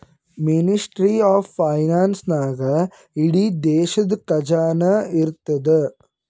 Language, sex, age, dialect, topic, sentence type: Kannada, female, 25-30, Northeastern, banking, statement